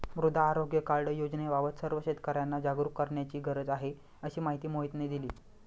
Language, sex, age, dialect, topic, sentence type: Marathi, male, 25-30, Standard Marathi, agriculture, statement